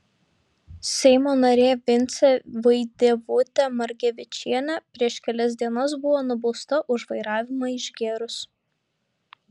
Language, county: Lithuanian, Šiauliai